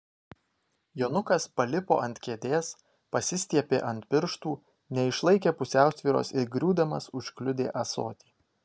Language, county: Lithuanian, Vilnius